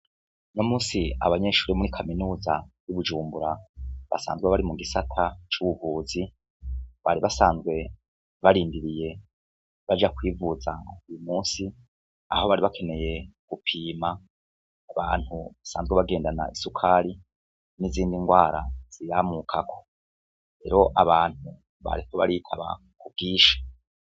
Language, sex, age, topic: Rundi, male, 36-49, education